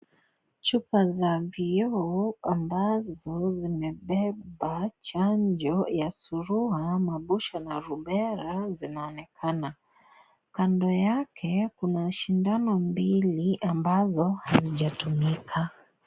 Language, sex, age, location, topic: Swahili, female, 18-24, Kisii, health